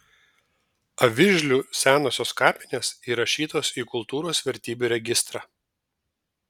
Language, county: Lithuanian, Vilnius